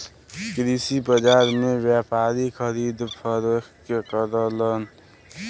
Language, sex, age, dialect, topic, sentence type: Bhojpuri, male, 18-24, Western, agriculture, statement